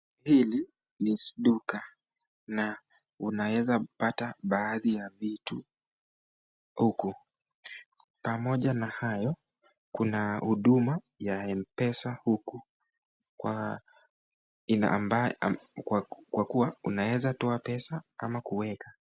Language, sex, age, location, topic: Swahili, male, 18-24, Nakuru, finance